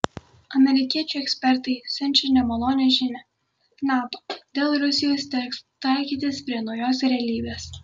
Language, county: Lithuanian, Kaunas